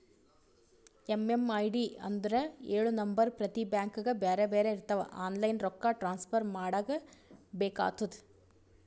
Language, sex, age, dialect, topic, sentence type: Kannada, female, 18-24, Northeastern, banking, statement